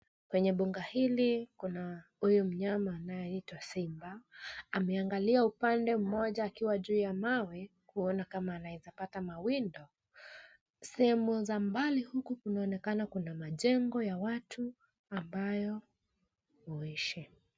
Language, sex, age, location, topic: Swahili, female, 25-35, Nairobi, government